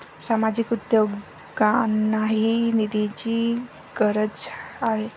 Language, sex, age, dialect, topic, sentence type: Marathi, female, 25-30, Varhadi, banking, statement